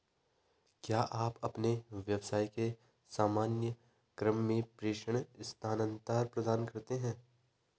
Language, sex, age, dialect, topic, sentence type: Hindi, male, 25-30, Hindustani Malvi Khadi Boli, banking, question